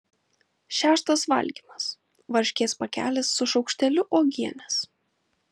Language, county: Lithuanian, Kaunas